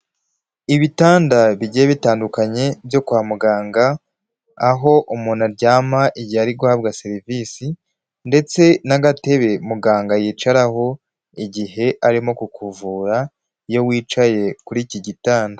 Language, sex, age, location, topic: Kinyarwanda, male, 18-24, Huye, health